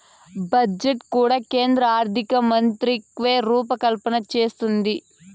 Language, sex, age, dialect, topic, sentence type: Telugu, female, 25-30, Southern, banking, statement